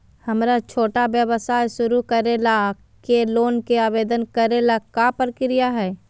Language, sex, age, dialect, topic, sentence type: Magahi, female, 31-35, Southern, banking, question